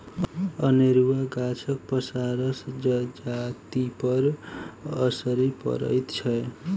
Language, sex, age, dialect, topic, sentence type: Maithili, female, 18-24, Southern/Standard, agriculture, statement